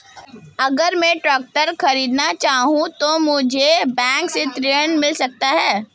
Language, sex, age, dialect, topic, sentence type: Hindi, female, 18-24, Marwari Dhudhari, banking, question